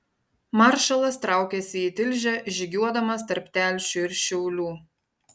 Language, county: Lithuanian, Panevėžys